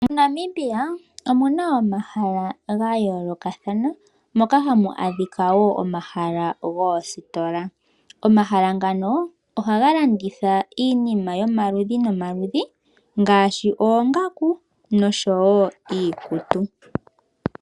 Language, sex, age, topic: Oshiwambo, female, 36-49, finance